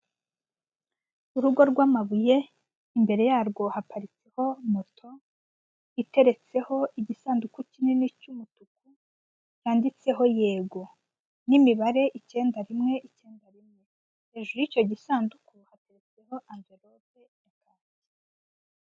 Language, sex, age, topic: Kinyarwanda, female, 25-35, finance